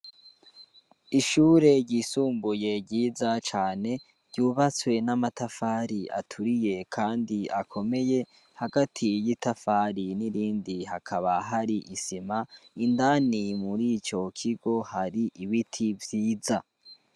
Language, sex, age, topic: Rundi, male, 18-24, education